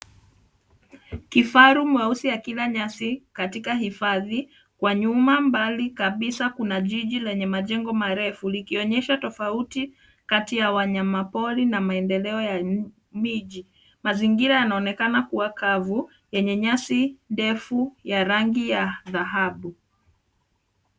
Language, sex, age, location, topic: Swahili, female, 25-35, Nairobi, government